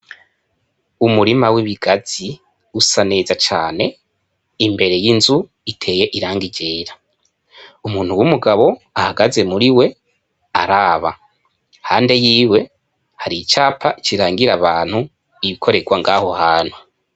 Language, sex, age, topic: Rundi, male, 25-35, education